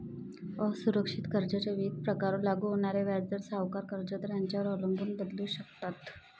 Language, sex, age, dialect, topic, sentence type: Marathi, female, 51-55, Varhadi, banking, statement